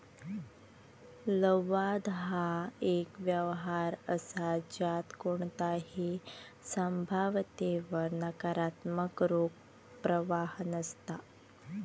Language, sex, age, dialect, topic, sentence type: Marathi, female, 18-24, Southern Konkan, banking, statement